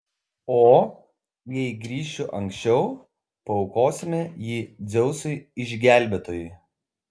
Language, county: Lithuanian, Kaunas